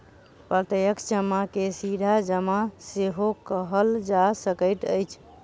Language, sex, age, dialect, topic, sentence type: Maithili, female, 18-24, Southern/Standard, banking, statement